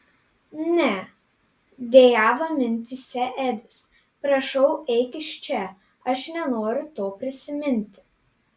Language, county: Lithuanian, Panevėžys